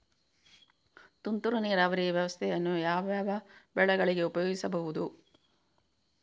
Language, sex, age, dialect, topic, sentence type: Kannada, female, 41-45, Coastal/Dakshin, agriculture, question